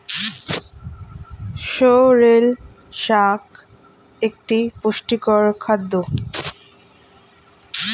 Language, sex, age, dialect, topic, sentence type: Bengali, female, <18, Standard Colloquial, agriculture, statement